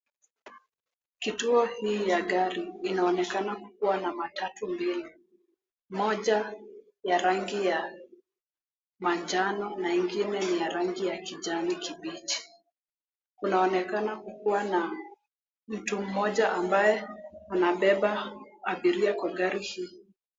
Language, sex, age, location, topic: Swahili, female, 18-24, Mombasa, government